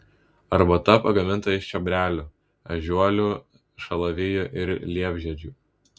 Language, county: Lithuanian, Vilnius